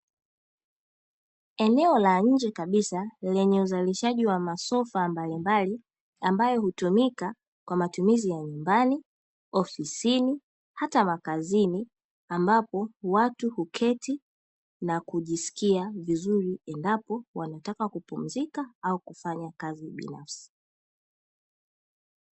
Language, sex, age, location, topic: Swahili, female, 18-24, Dar es Salaam, finance